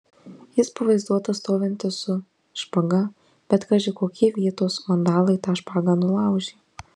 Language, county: Lithuanian, Marijampolė